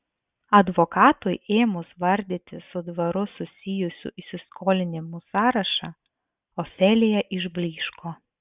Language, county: Lithuanian, Vilnius